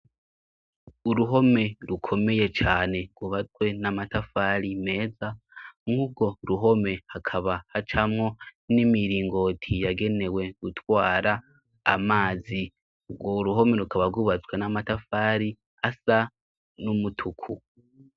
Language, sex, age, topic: Rundi, male, 25-35, education